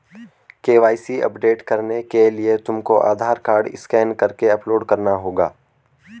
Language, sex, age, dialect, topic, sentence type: Hindi, male, 18-24, Garhwali, banking, statement